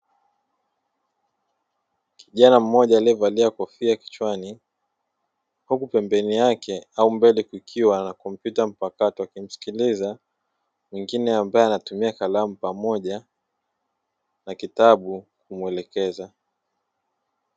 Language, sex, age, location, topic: Swahili, male, 18-24, Dar es Salaam, education